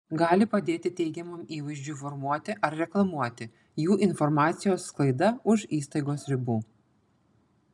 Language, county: Lithuanian, Panevėžys